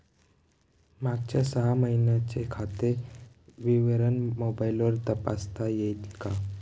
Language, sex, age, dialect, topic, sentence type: Marathi, male, <18, Standard Marathi, banking, question